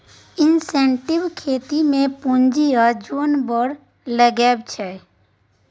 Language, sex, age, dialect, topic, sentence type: Maithili, female, 18-24, Bajjika, agriculture, statement